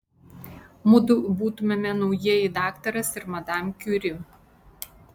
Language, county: Lithuanian, Vilnius